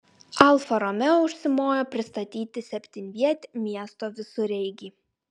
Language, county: Lithuanian, Klaipėda